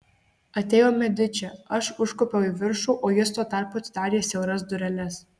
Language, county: Lithuanian, Marijampolė